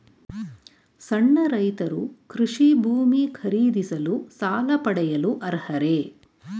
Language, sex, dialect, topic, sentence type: Kannada, female, Mysore Kannada, agriculture, statement